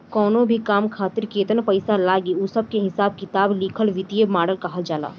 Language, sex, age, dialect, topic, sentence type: Bhojpuri, female, 18-24, Northern, banking, statement